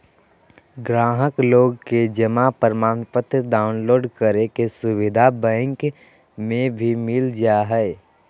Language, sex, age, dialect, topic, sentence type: Magahi, male, 31-35, Southern, banking, statement